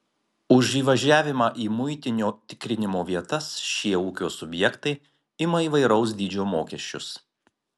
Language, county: Lithuanian, Marijampolė